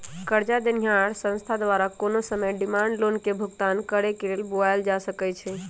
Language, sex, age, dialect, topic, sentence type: Magahi, male, 18-24, Western, banking, statement